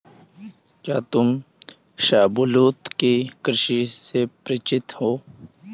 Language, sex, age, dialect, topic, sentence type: Hindi, male, 18-24, Hindustani Malvi Khadi Boli, agriculture, statement